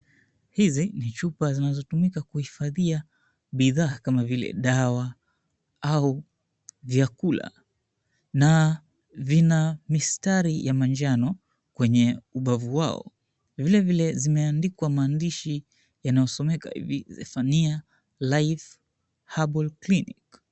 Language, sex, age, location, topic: Swahili, male, 25-35, Mombasa, health